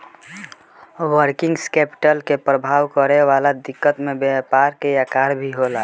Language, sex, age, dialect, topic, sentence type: Bhojpuri, female, 51-55, Southern / Standard, banking, statement